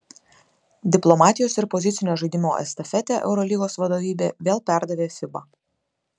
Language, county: Lithuanian, Klaipėda